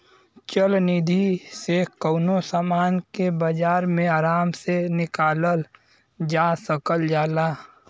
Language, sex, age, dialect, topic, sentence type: Bhojpuri, male, 18-24, Western, banking, statement